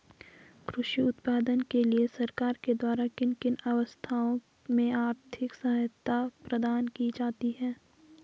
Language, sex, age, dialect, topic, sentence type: Hindi, female, 25-30, Garhwali, agriculture, question